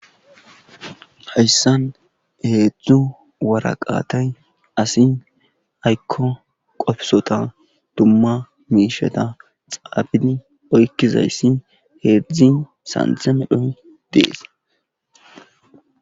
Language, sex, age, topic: Gamo, male, 18-24, government